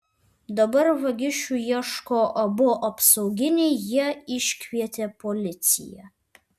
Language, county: Lithuanian, Vilnius